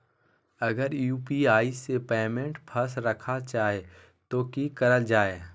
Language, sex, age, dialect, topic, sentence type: Magahi, male, 18-24, Southern, banking, question